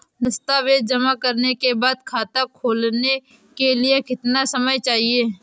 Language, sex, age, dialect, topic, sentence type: Hindi, female, 18-24, Marwari Dhudhari, banking, question